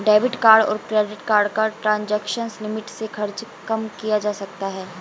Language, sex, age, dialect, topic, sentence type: Hindi, female, 18-24, Marwari Dhudhari, banking, statement